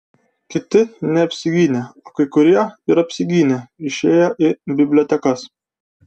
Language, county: Lithuanian, Vilnius